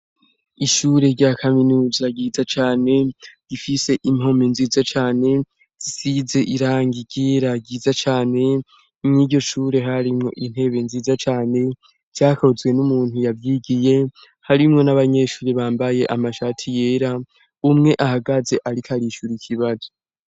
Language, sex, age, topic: Rundi, male, 18-24, education